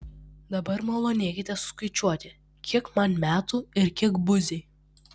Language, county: Lithuanian, Vilnius